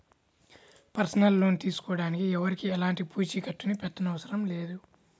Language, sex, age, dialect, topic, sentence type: Telugu, male, 18-24, Central/Coastal, banking, statement